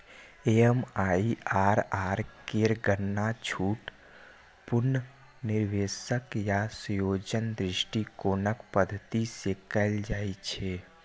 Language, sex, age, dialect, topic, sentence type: Maithili, male, 18-24, Eastern / Thethi, banking, statement